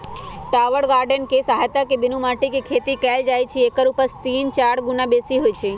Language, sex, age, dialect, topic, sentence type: Magahi, male, 18-24, Western, agriculture, statement